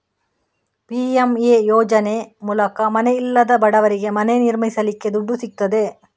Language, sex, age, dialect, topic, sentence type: Kannada, female, 31-35, Coastal/Dakshin, banking, statement